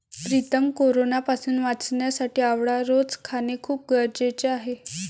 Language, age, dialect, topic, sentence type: Marathi, 25-30, Varhadi, agriculture, statement